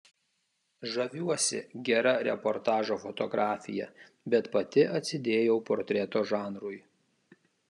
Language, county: Lithuanian, Kaunas